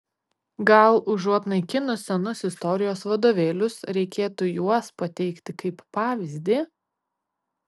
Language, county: Lithuanian, Kaunas